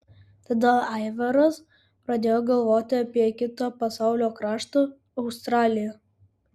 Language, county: Lithuanian, Kaunas